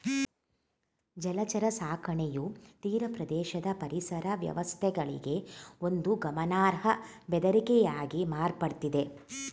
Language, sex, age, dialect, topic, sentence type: Kannada, female, 46-50, Mysore Kannada, agriculture, statement